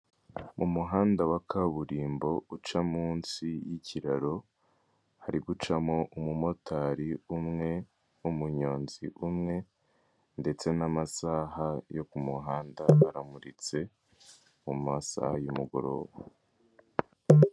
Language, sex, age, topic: Kinyarwanda, male, 18-24, government